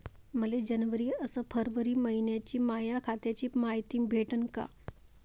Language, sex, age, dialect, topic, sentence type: Marathi, female, 36-40, Varhadi, banking, question